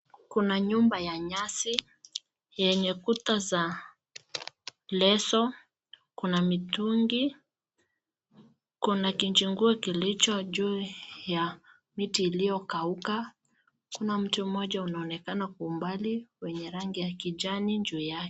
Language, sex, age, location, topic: Swahili, female, 18-24, Nakuru, health